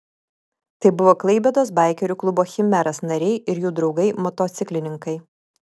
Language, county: Lithuanian, Vilnius